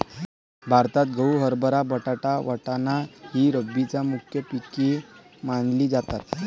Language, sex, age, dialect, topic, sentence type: Marathi, male, 18-24, Varhadi, agriculture, statement